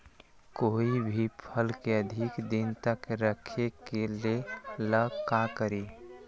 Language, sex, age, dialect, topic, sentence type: Magahi, male, 25-30, Western, agriculture, question